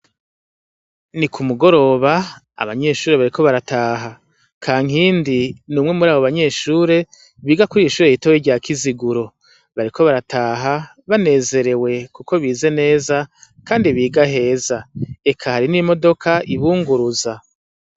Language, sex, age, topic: Rundi, male, 50+, education